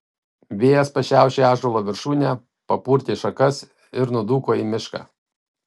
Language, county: Lithuanian, Kaunas